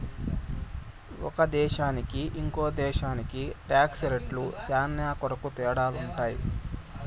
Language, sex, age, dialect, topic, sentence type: Telugu, male, 18-24, Southern, banking, statement